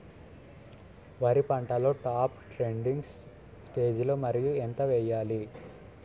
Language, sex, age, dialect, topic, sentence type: Telugu, male, 18-24, Utterandhra, agriculture, question